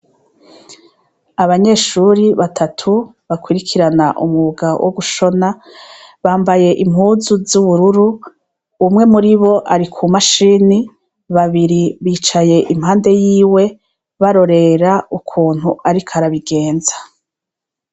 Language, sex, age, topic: Rundi, female, 36-49, education